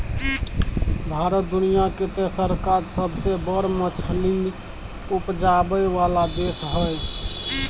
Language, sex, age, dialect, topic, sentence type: Maithili, male, 25-30, Bajjika, agriculture, statement